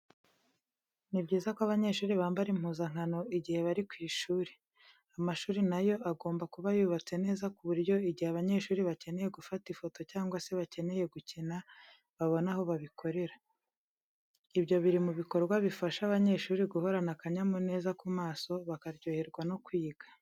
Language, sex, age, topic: Kinyarwanda, female, 36-49, education